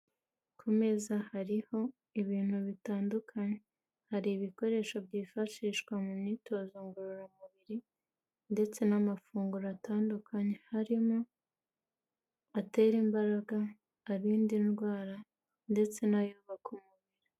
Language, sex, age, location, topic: Kinyarwanda, female, 25-35, Kigali, health